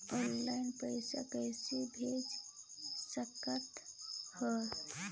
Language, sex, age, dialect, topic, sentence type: Chhattisgarhi, female, 25-30, Northern/Bhandar, banking, question